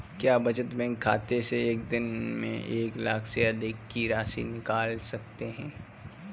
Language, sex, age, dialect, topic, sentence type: Hindi, male, 18-24, Kanauji Braj Bhasha, banking, question